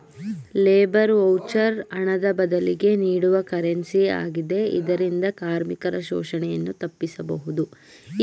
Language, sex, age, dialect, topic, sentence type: Kannada, female, 25-30, Mysore Kannada, banking, statement